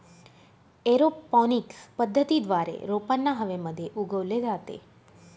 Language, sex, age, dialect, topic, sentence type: Marathi, female, 25-30, Northern Konkan, agriculture, statement